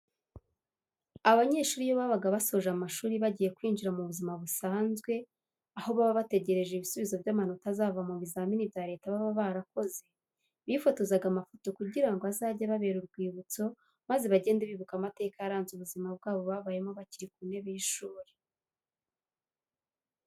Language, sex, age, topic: Kinyarwanda, female, 18-24, education